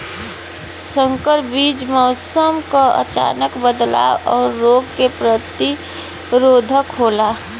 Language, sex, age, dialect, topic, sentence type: Bhojpuri, female, 25-30, Western, agriculture, statement